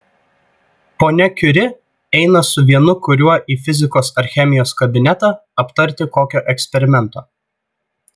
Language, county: Lithuanian, Vilnius